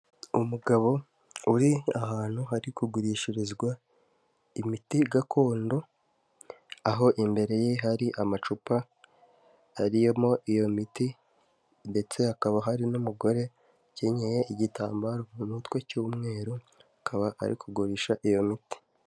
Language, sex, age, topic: Kinyarwanda, male, 18-24, health